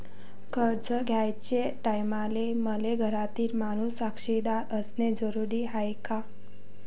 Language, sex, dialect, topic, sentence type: Marathi, female, Varhadi, banking, question